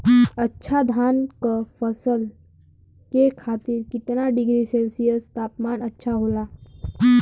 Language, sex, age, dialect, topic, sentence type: Bhojpuri, female, 36-40, Western, agriculture, question